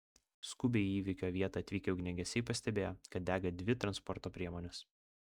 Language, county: Lithuanian, Vilnius